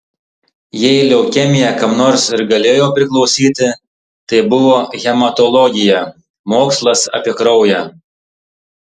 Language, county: Lithuanian, Tauragė